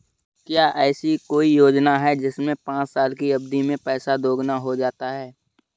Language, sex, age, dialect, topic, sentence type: Hindi, male, 31-35, Awadhi Bundeli, banking, question